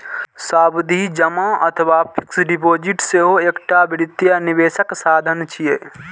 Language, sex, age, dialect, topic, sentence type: Maithili, male, 18-24, Eastern / Thethi, banking, statement